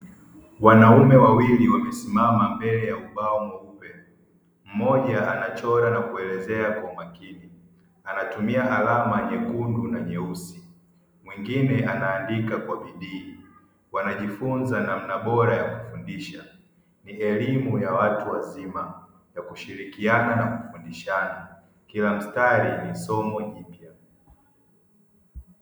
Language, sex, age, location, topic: Swahili, male, 50+, Dar es Salaam, education